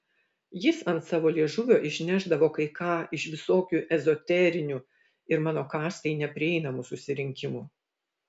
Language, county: Lithuanian, Vilnius